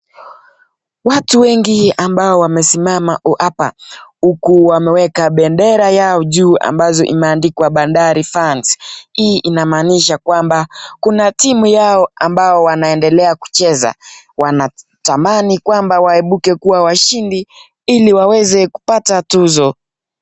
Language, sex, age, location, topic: Swahili, male, 25-35, Nakuru, government